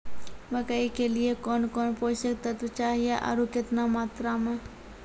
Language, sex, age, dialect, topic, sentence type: Maithili, female, 18-24, Angika, agriculture, question